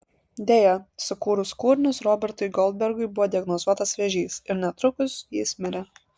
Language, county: Lithuanian, Kaunas